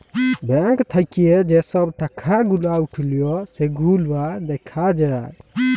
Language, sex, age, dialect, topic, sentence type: Bengali, male, 18-24, Jharkhandi, banking, statement